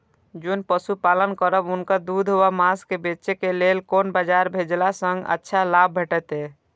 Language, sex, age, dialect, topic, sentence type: Maithili, male, 25-30, Eastern / Thethi, agriculture, question